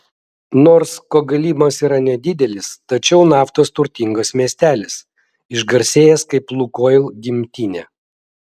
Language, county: Lithuanian, Vilnius